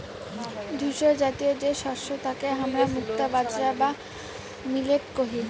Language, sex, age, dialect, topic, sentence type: Bengali, female, <18, Rajbangshi, agriculture, statement